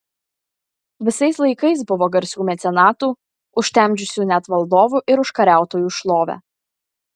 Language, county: Lithuanian, Kaunas